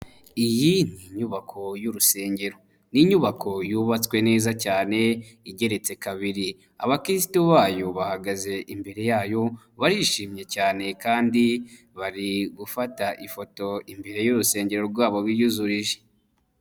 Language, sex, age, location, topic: Kinyarwanda, male, 25-35, Nyagatare, finance